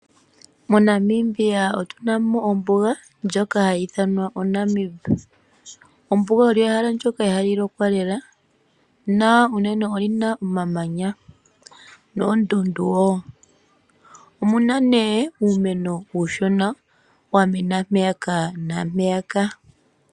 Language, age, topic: Oshiwambo, 25-35, agriculture